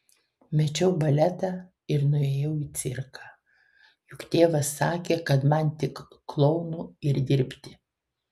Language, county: Lithuanian, Kaunas